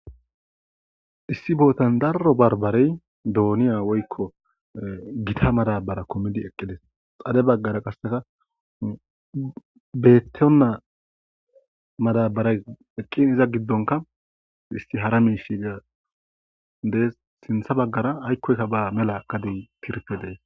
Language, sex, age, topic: Gamo, male, 25-35, agriculture